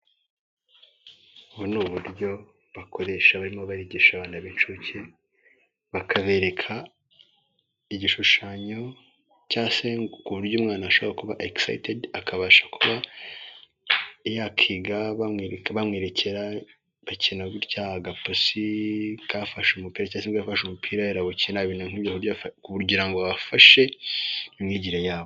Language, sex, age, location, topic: Kinyarwanda, male, 18-24, Nyagatare, education